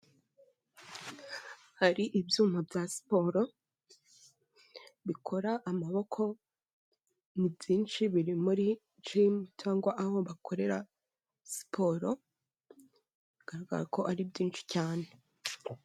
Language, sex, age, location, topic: Kinyarwanda, male, 25-35, Kigali, health